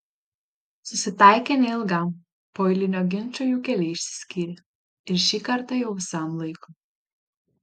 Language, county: Lithuanian, Panevėžys